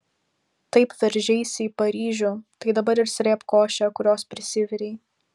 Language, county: Lithuanian, Vilnius